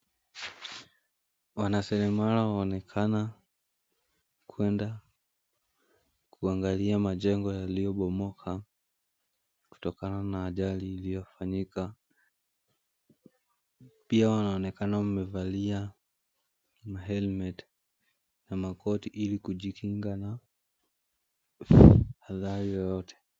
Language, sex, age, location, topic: Swahili, male, 18-24, Mombasa, health